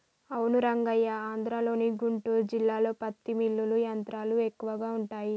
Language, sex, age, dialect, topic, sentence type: Telugu, female, 41-45, Telangana, agriculture, statement